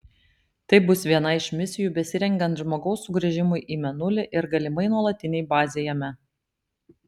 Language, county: Lithuanian, Vilnius